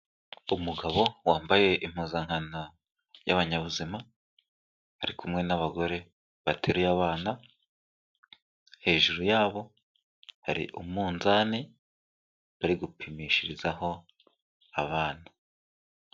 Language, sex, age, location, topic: Kinyarwanda, male, 18-24, Kigali, health